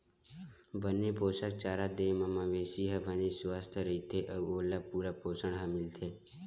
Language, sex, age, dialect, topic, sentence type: Chhattisgarhi, male, 18-24, Western/Budati/Khatahi, agriculture, statement